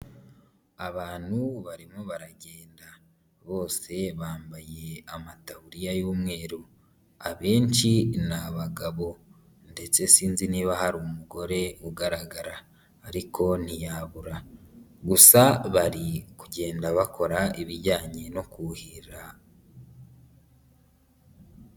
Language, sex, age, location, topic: Kinyarwanda, female, 18-24, Nyagatare, agriculture